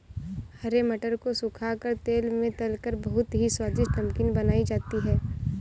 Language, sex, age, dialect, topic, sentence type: Hindi, female, 18-24, Kanauji Braj Bhasha, agriculture, statement